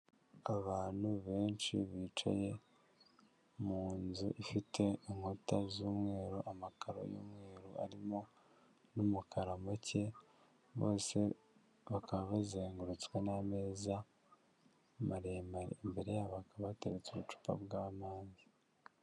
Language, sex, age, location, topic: Kinyarwanda, male, 50+, Kigali, government